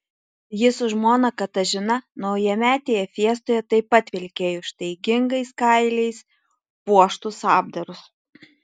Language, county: Lithuanian, Tauragė